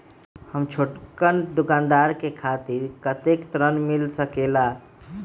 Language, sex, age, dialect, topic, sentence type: Magahi, male, 25-30, Western, banking, question